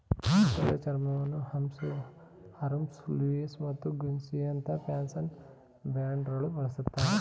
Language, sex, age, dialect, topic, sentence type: Kannada, male, 25-30, Mysore Kannada, agriculture, statement